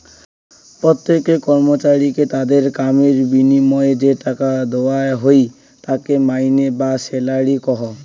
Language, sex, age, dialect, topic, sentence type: Bengali, male, <18, Rajbangshi, banking, statement